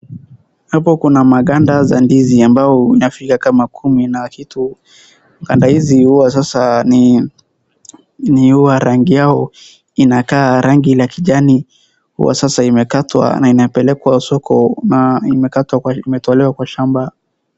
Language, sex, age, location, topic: Swahili, male, 18-24, Wajir, agriculture